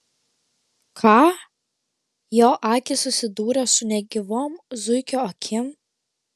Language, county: Lithuanian, Klaipėda